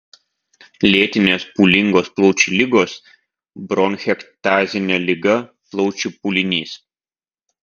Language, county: Lithuanian, Vilnius